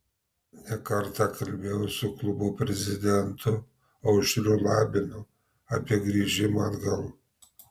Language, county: Lithuanian, Marijampolė